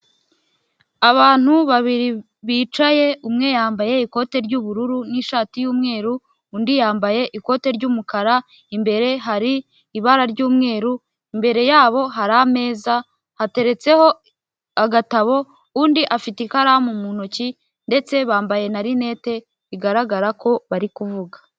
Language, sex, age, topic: Kinyarwanda, female, 18-24, government